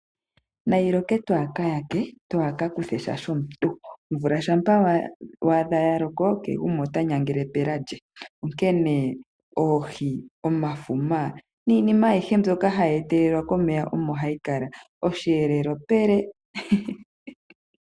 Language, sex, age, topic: Oshiwambo, female, 25-35, agriculture